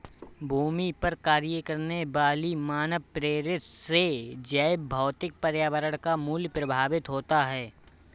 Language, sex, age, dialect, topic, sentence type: Hindi, male, 18-24, Awadhi Bundeli, agriculture, statement